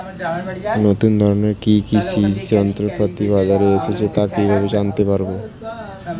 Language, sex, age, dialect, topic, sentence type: Bengali, male, 18-24, Western, agriculture, question